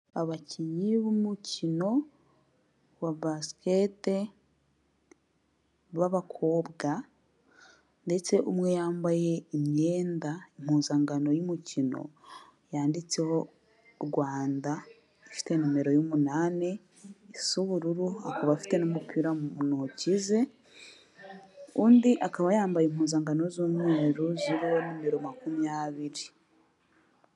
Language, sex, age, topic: Kinyarwanda, female, 18-24, government